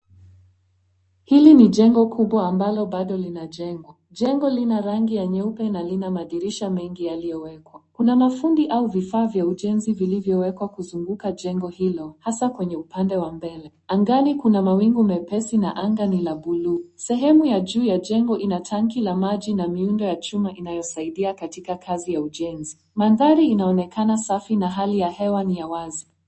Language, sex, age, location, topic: Swahili, female, 18-24, Nairobi, finance